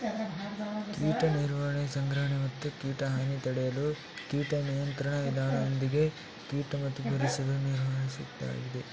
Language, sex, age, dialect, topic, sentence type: Kannada, male, 18-24, Mysore Kannada, agriculture, statement